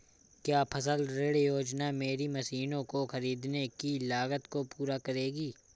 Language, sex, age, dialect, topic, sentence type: Hindi, male, 25-30, Awadhi Bundeli, agriculture, question